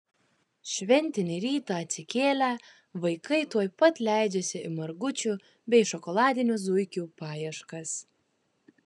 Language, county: Lithuanian, Kaunas